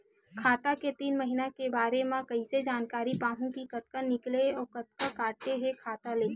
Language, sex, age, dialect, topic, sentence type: Chhattisgarhi, female, 25-30, Western/Budati/Khatahi, banking, question